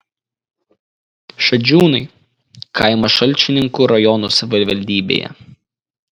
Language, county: Lithuanian, Šiauliai